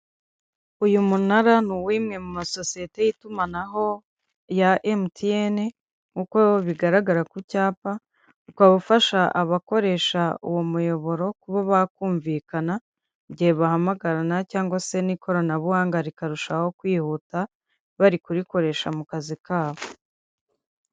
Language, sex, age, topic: Kinyarwanda, female, 25-35, government